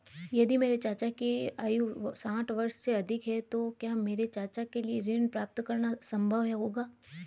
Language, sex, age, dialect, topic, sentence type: Hindi, female, 31-35, Hindustani Malvi Khadi Boli, banking, statement